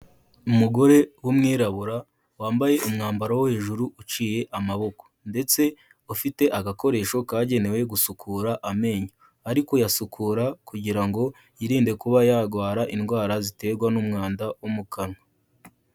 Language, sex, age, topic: Kinyarwanda, male, 18-24, health